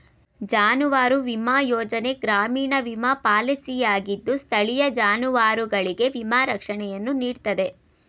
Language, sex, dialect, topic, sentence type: Kannada, female, Mysore Kannada, agriculture, statement